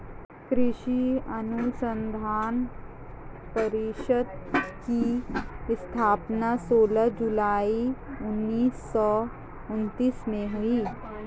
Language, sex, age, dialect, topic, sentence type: Hindi, female, 18-24, Marwari Dhudhari, agriculture, statement